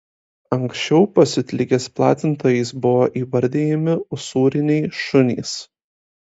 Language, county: Lithuanian, Kaunas